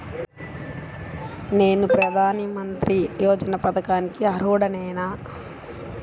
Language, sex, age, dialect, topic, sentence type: Telugu, female, 36-40, Central/Coastal, banking, question